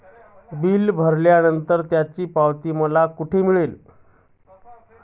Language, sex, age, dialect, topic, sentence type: Marathi, male, 36-40, Standard Marathi, banking, question